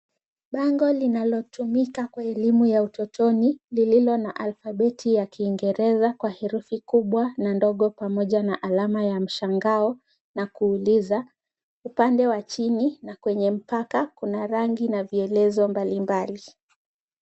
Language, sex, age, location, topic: Swahili, female, 25-35, Kisumu, education